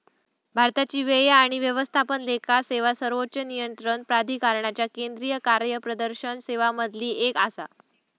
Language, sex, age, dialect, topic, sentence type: Marathi, female, 18-24, Southern Konkan, banking, statement